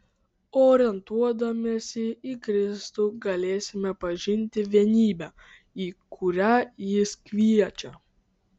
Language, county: Lithuanian, Vilnius